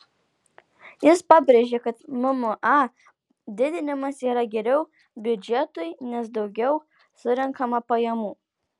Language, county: Lithuanian, Alytus